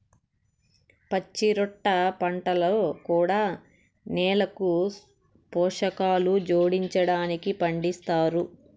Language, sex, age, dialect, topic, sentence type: Telugu, male, 18-24, Southern, agriculture, statement